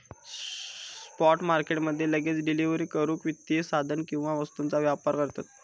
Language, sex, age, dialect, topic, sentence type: Marathi, male, 25-30, Southern Konkan, banking, statement